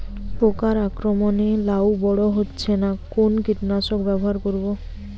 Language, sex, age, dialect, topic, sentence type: Bengali, female, 18-24, Rajbangshi, agriculture, question